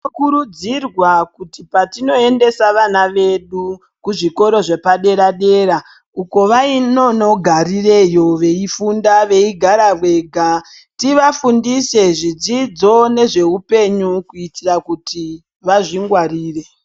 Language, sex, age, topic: Ndau, male, 18-24, education